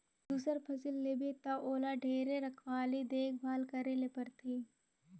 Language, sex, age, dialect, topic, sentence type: Chhattisgarhi, female, 18-24, Northern/Bhandar, agriculture, statement